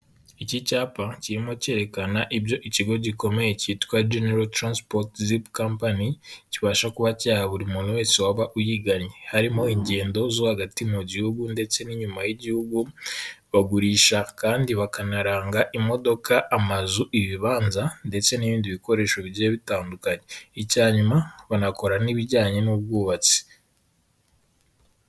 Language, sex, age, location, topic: Kinyarwanda, male, 18-24, Kigali, finance